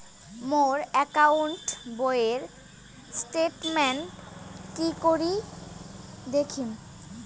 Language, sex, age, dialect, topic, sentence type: Bengali, female, 18-24, Rajbangshi, banking, question